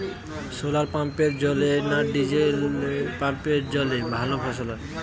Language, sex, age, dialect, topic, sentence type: Bengali, male, 18-24, Western, agriculture, question